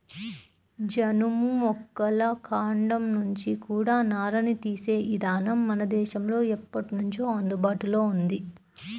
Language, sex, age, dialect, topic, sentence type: Telugu, female, 25-30, Central/Coastal, agriculture, statement